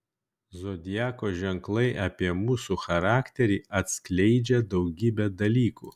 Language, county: Lithuanian, Kaunas